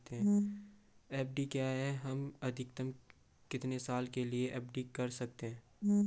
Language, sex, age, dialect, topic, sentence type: Hindi, male, 18-24, Garhwali, banking, question